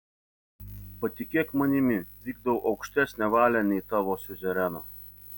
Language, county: Lithuanian, Vilnius